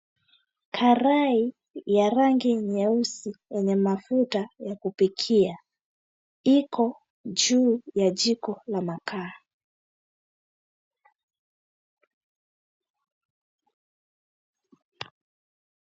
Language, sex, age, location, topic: Swahili, female, 36-49, Mombasa, agriculture